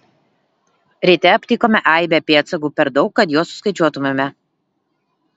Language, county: Lithuanian, Vilnius